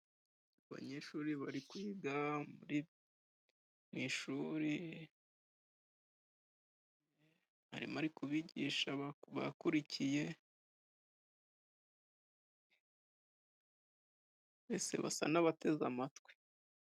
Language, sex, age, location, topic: Kinyarwanda, male, 25-35, Musanze, education